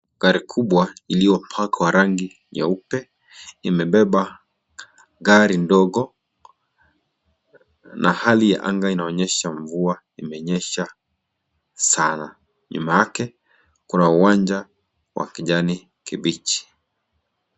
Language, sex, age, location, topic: Swahili, male, 25-35, Kisii, finance